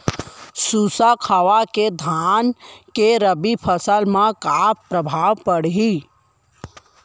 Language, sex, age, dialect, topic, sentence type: Chhattisgarhi, female, 18-24, Central, agriculture, question